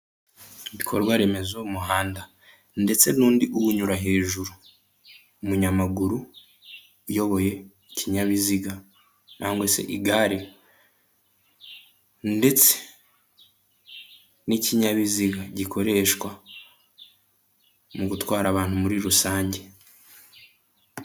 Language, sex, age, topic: Kinyarwanda, male, 18-24, government